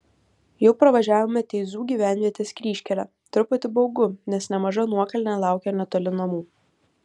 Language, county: Lithuanian, Kaunas